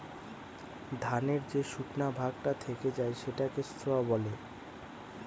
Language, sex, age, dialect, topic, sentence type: Bengali, male, 18-24, Northern/Varendri, agriculture, statement